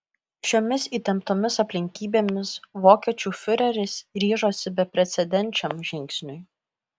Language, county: Lithuanian, Kaunas